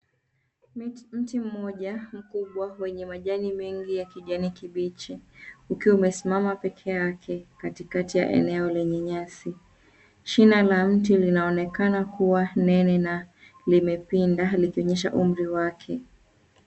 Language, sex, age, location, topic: Swahili, female, 25-35, Nairobi, government